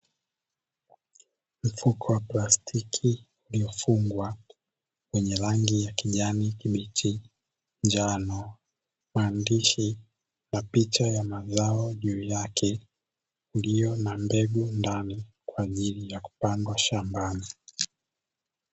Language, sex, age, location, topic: Swahili, male, 25-35, Dar es Salaam, agriculture